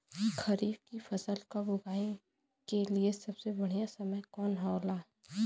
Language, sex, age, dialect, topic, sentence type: Bhojpuri, female, 18-24, Western, agriculture, question